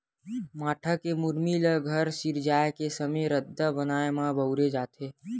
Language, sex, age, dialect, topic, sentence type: Chhattisgarhi, male, 25-30, Western/Budati/Khatahi, agriculture, statement